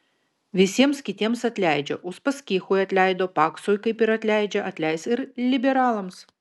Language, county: Lithuanian, Vilnius